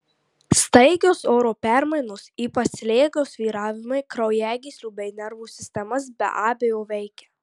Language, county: Lithuanian, Marijampolė